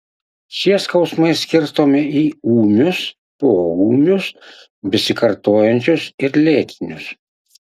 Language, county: Lithuanian, Utena